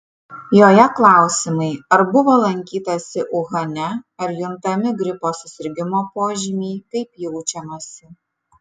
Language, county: Lithuanian, Kaunas